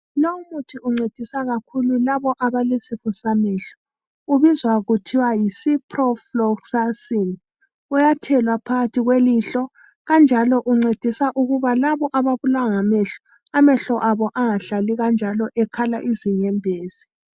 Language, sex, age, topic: North Ndebele, female, 25-35, health